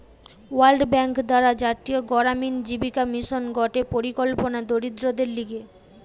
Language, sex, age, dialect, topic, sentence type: Bengali, female, 18-24, Western, banking, statement